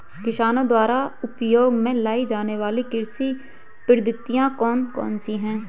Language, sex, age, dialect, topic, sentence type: Hindi, male, 25-30, Hindustani Malvi Khadi Boli, agriculture, question